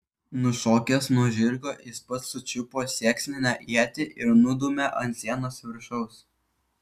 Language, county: Lithuanian, Kaunas